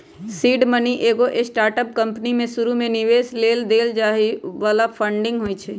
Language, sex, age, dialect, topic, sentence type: Magahi, female, 25-30, Western, banking, statement